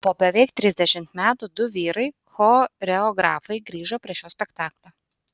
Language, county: Lithuanian, Utena